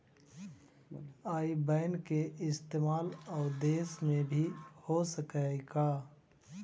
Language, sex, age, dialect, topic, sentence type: Magahi, male, 25-30, Central/Standard, agriculture, statement